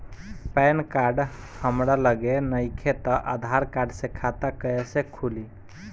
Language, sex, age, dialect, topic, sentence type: Bhojpuri, male, 18-24, Southern / Standard, banking, question